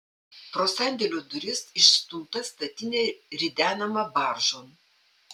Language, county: Lithuanian, Panevėžys